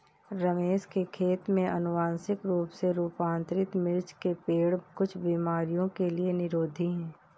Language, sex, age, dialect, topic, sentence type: Hindi, female, 41-45, Awadhi Bundeli, agriculture, statement